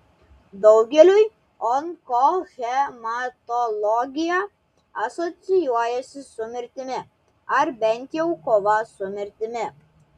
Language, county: Lithuanian, Klaipėda